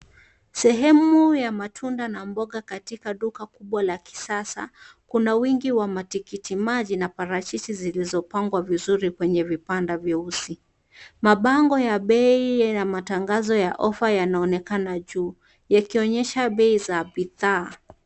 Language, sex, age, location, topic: Swahili, female, 18-24, Nairobi, finance